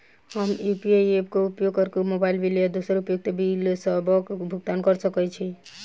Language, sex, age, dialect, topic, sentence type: Maithili, female, 18-24, Southern/Standard, banking, statement